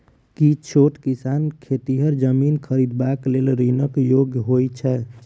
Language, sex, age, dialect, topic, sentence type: Maithili, male, 46-50, Southern/Standard, agriculture, statement